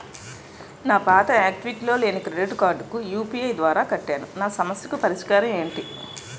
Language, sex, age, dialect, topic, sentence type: Telugu, female, 41-45, Utterandhra, banking, question